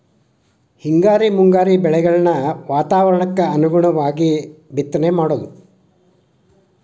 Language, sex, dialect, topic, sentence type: Kannada, male, Dharwad Kannada, agriculture, statement